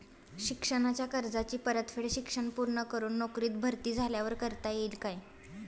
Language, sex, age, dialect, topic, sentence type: Marathi, female, 18-24, Standard Marathi, banking, question